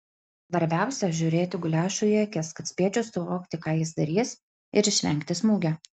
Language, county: Lithuanian, Klaipėda